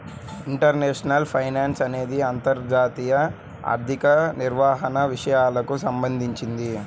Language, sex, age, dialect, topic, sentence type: Telugu, male, 18-24, Central/Coastal, banking, statement